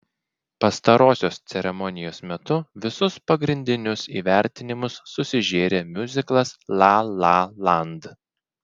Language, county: Lithuanian, Klaipėda